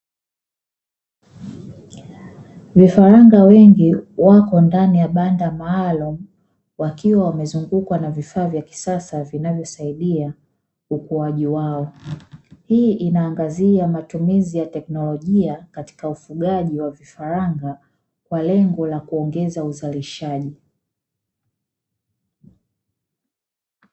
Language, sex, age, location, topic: Swahili, female, 25-35, Dar es Salaam, agriculture